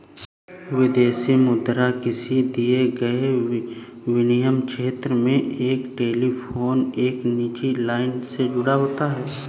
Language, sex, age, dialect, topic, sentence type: Hindi, male, 18-24, Awadhi Bundeli, banking, statement